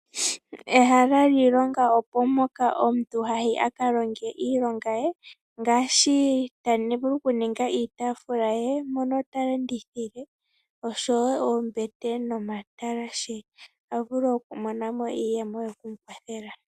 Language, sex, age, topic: Oshiwambo, female, 18-24, finance